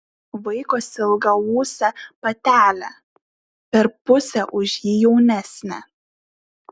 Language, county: Lithuanian, Šiauliai